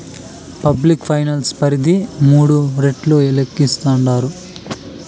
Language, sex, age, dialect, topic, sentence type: Telugu, male, 18-24, Southern, banking, statement